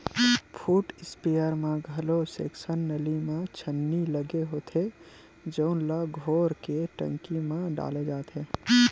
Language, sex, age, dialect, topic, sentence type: Chhattisgarhi, male, 25-30, Western/Budati/Khatahi, agriculture, statement